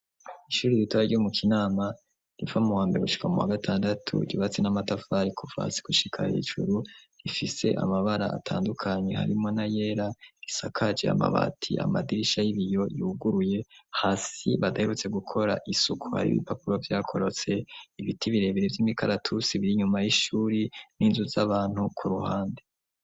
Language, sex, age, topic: Rundi, male, 25-35, education